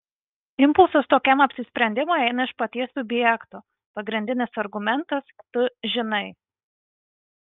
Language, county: Lithuanian, Marijampolė